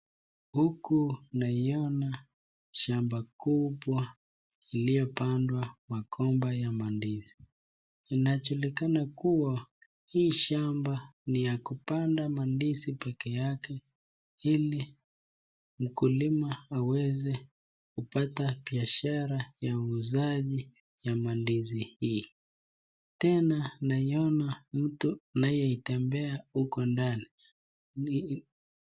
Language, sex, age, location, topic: Swahili, male, 25-35, Nakuru, agriculture